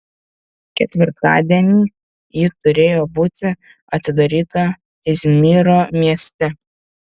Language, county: Lithuanian, Šiauliai